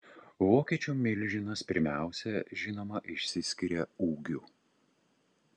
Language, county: Lithuanian, Utena